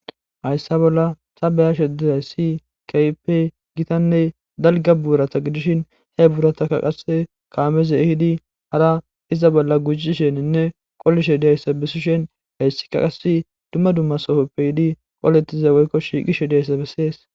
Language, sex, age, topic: Gamo, male, 18-24, government